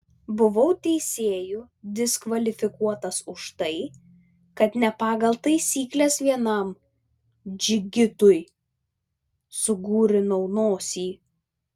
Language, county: Lithuanian, Vilnius